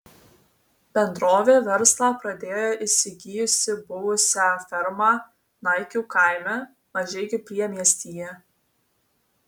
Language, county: Lithuanian, Vilnius